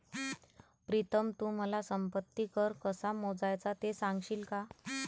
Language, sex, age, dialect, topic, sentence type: Marathi, female, 25-30, Varhadi, banking, statement